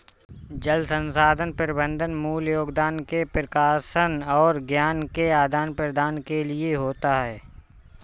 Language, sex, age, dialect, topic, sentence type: Hindi, male, 36-40, Awadhi Bundeli, agriculture, statement